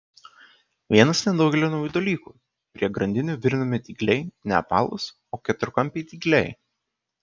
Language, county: Lithuanian, Kaunas